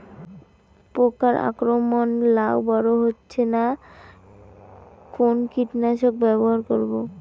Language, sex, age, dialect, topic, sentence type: Bengali, female, 18-24, Rajbangshi, agriculture, question